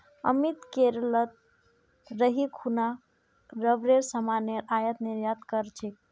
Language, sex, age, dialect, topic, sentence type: Magahi, male, 41-45, Northeastern/Surjapuri, agriculture, statement